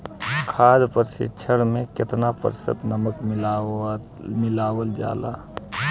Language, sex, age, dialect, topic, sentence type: Bhojpuri, female, 25-30, Southern / Standard, agriculture, question